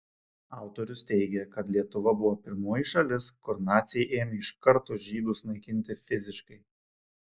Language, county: Lithuanian, Šiauliai